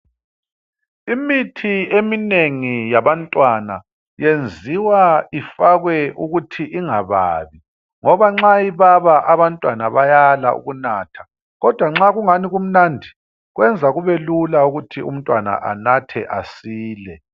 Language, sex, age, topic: North Ndebele, male, 50+, health